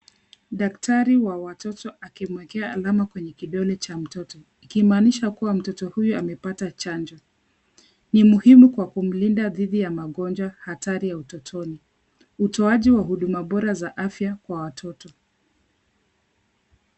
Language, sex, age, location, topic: Swahili, female, 25-35, Nairobi, health